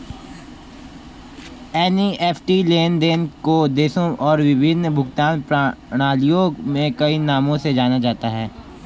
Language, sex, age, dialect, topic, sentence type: Hindi, male, 25-30, Kanauji Braj Bhasha, banking, statement